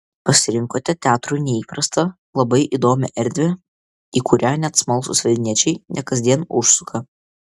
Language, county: Lithuanian, Vilnius